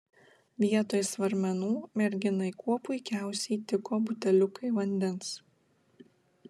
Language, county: Lithuanian, Klaipėda